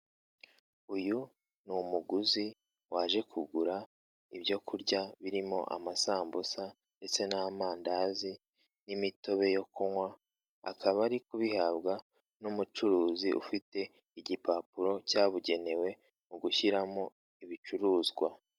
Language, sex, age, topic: Kinyarwanda, male, 18-24, finance